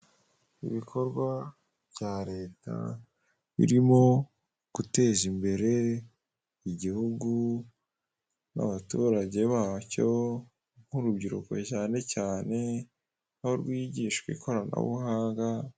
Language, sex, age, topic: Kinyarwanda, male, 18-24, government